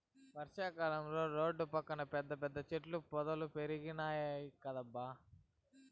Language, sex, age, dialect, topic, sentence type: Telugu, male, 18-24, Southern, agriculture, statement